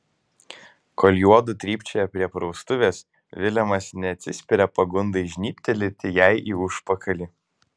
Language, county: Lithuanian, Kaunas